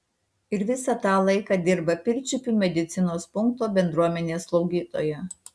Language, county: Lithuanian, Alytus